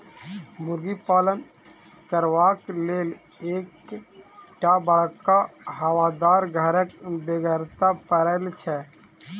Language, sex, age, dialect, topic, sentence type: Maithili, male, 25-30, Southern/Standard, agriculture, statement